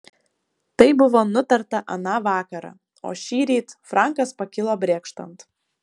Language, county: Lithuanian, Vilnius